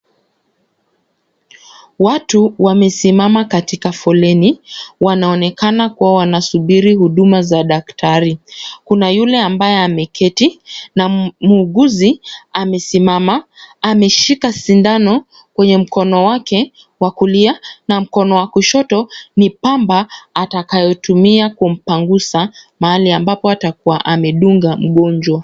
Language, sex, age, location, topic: Swahili, female, 25-35, Kisumu, health